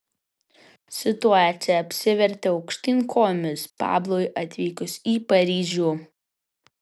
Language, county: Lithuanian, Vilnius